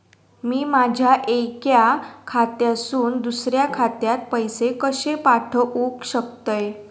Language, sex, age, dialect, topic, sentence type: Marathi, female, 18-24, Southern Konkan, banking, question